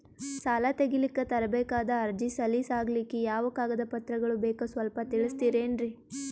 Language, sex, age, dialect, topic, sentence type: Kannada, female, 18-24, Northeastern, banking, question